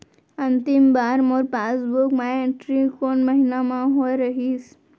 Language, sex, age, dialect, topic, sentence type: Chhattisgarhi, female, 18-24, Central, banking, question